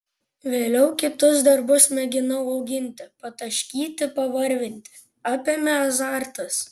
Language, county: Lithuanian, Panevėžys